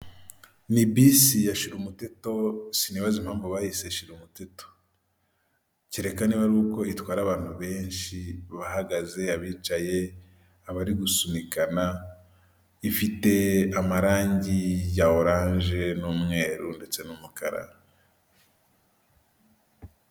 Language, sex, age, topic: Kinyarwanda, male, 18-24, government